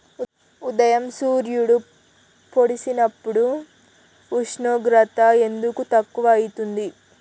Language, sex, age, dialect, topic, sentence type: Telugu, female, 36-40, Telangana, agriculture, question